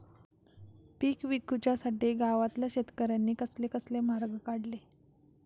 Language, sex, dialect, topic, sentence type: Marathi, female, Southern Konkan, agriculture, question